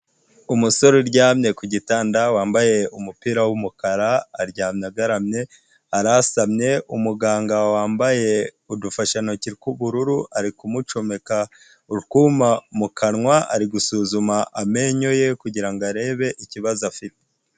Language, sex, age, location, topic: Kinyarwanda, female, 18-24, Huye, health